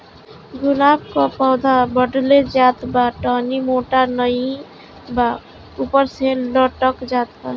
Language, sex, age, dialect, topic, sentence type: Bhojpuri, female, 18-24, Northern, agriculture, question